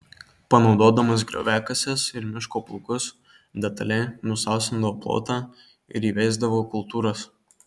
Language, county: Lithuanian, Marijampolė